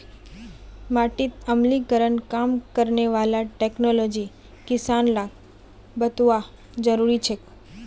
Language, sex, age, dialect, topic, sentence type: Magahi, female, 18-24, Northeastern/Surjapuri, agriculture, statement